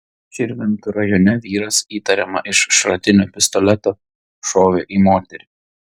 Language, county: Lithuanian, Vilnius